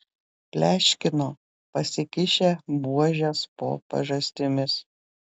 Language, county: Lithuanian, Telšiai